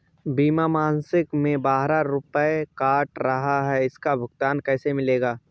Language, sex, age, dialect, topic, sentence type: Hindi, male, 25-30, Awadhi Bundeli, banking, question